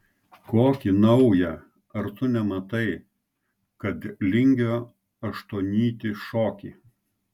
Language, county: Lithuanian, Klaipėda